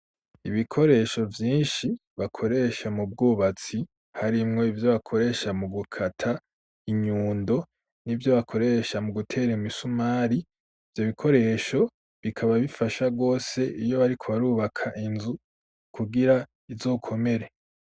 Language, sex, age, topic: Rundi, male, 18-24, education